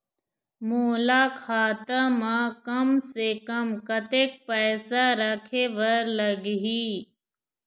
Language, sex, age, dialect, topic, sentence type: Chhattisgarhi, female, 41-45, Eastern, banking, question